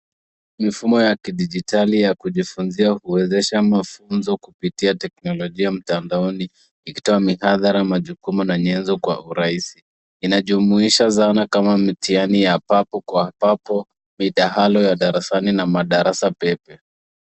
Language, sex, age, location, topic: Swahili, female, 25-35, Nairobi, education